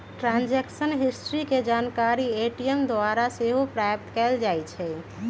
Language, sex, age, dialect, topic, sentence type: Magahi, female, 31-35, Western, banking, statement